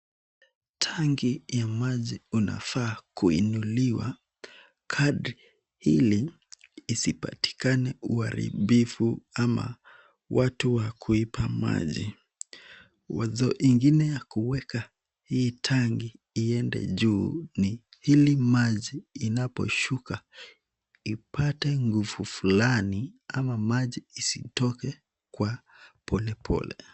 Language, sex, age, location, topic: Swahili, male, 25-35, Nakuru, health